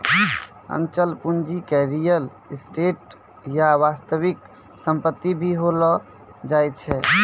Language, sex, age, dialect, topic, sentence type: Maithili, male, 18-24, Angika, banking, statement